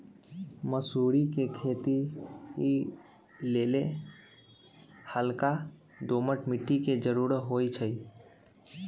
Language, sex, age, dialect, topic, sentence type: Magahi, male, 18-24, Western, agriculture, statement